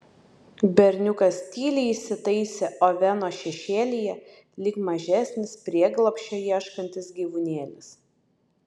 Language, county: Lithuanian, Vilnius